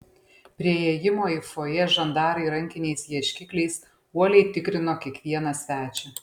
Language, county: Lithuanian, Panevėžys